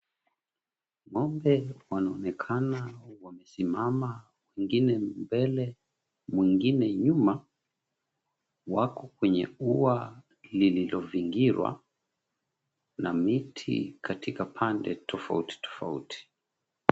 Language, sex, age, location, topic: Swahili, male, 36-49, Mombasa, agriculture